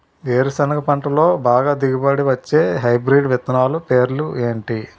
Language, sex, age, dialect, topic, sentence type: Telugu, male, 36-40, Utterandhra, agriculture, question